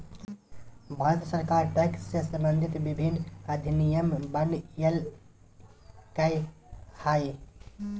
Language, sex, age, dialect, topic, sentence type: Magahi, male, 18-24, Southern, banking, statement